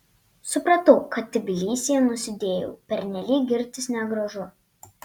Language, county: Lithuanian, Panevėžys